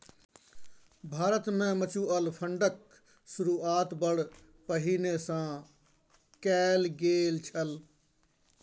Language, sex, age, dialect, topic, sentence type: Maithili, male, 41-45, Bajjika, banking, statement